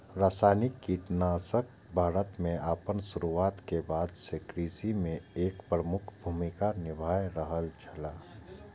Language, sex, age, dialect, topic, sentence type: Maithili, male, 25-30, Eastern / Thethi, agriculture, statement